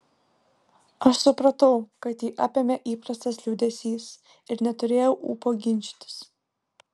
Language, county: Lithuanian, Vilnius